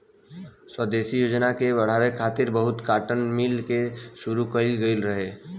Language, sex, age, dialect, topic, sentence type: Bhojpuri, male, 18-24, Western, agriculture, statement